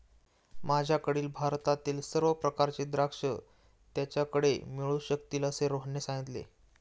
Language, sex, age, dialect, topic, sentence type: Marathi, male, 18-24, Standard Marathi, agriculture, statement